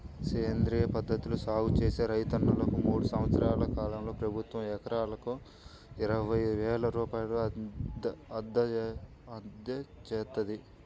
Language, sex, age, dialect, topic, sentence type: Telugu, male, 18-24, Central/Coastal, agriculture, statement